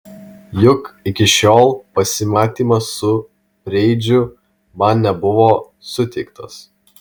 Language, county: Lithuanian, Vilnius